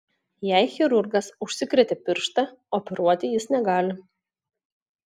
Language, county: Lithuanian, Klaipėda